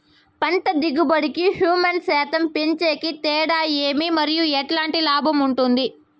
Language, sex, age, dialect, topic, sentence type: Telugu, female, 25-30, Southern, agriculture, question